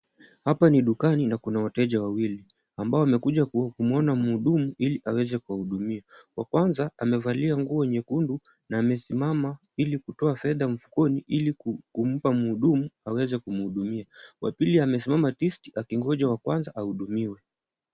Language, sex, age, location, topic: Swahili, male, 18-24, Kisumu, finance